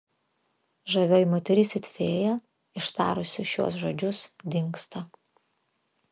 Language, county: Lithuanian, Vilnius